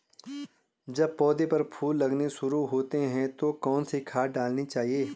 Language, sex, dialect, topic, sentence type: Hindi, male, Garhwali, agriculture, question